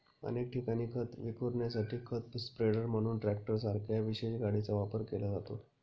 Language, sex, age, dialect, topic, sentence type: Marathi, male, 31-35, Standard Marathi, agriculture, statement